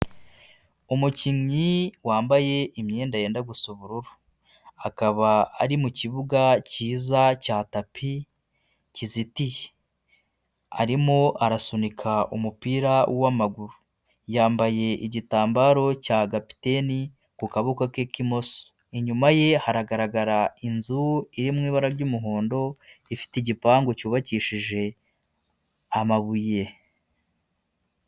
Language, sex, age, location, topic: Kinyarwanda, female, 25-35, Nyagatare, government